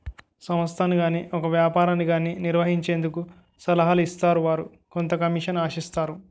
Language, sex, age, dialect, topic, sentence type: Telugu, male, 60-100, Utterandhra, banking, statement